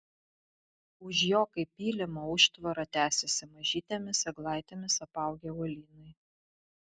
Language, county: Lithuanian, Vilnius